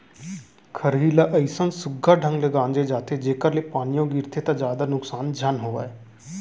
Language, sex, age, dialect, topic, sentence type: Chhattisgarhi, male, 18-24, Central, agriculture, statement